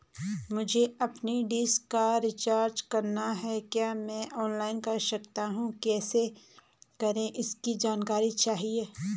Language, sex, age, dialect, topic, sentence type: Hindi, female, 25-30, Garhwali, banking, question